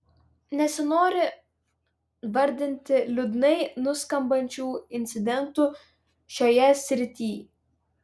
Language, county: Lithuanian, Vilnius